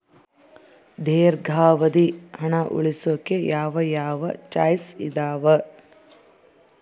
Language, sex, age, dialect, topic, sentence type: Kannada, female, 31-35, Central, banking, question